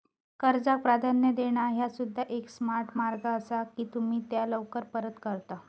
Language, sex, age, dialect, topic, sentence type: Marathi, female, 31-35, Southern Konkan, banking, statement